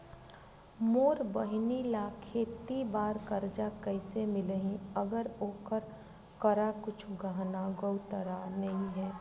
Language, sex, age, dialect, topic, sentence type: Chhattisgarhi, female, 36-40, Western/Budati/Khatahi, agriculture, statement